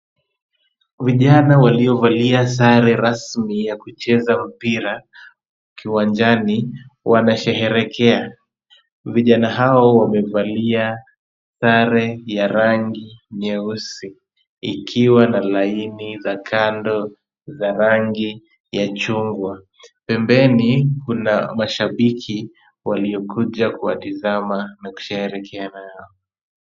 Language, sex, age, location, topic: Swahili, male, 25-35, Kisumu, government